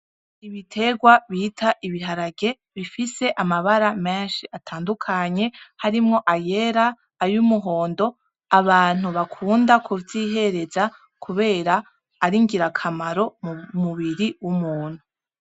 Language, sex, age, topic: Rundi, female, 18-24, agriculture